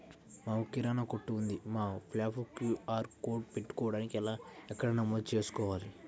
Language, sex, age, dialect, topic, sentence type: Telugu, male, 60-100, Central/Coastal, banking, question